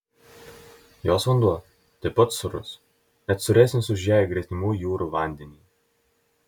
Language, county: Lithuanian, Telšiai